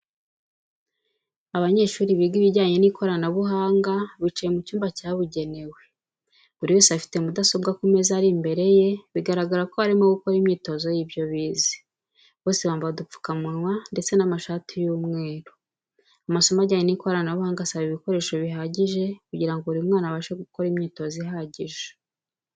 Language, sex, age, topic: Kinyarwanda, female, 36-49, education